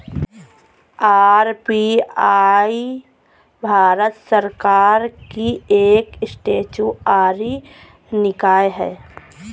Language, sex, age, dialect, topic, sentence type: Hindi, female, 25-30, Kanauji Braj Bhasha, banking, statement